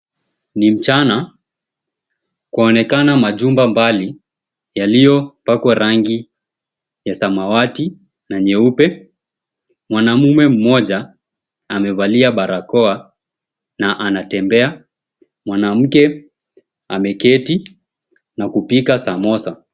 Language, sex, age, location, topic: Swahili, male, 18-24, Mombasa, government